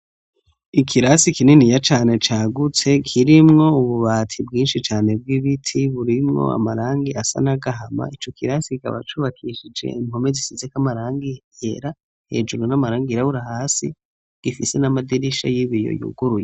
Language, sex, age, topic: Rundi, male, 18-24, education